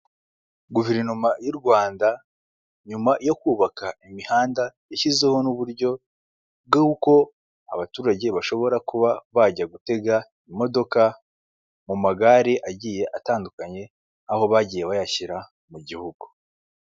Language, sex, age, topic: Kinyarwanda, male, 18-24, government